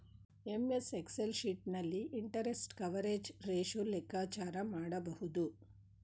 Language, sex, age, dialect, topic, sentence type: Kannada, female, 41-45, Mysore Kannada, banking, statement